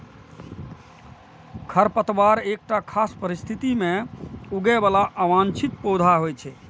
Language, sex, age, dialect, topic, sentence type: Maithili, male, 46-50, Eastern / Thethi, agriculture, statement